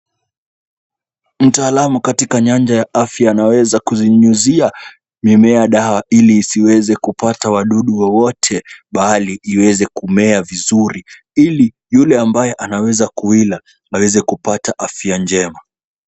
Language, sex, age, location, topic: Swahili, male, 18-24, Kisumu, health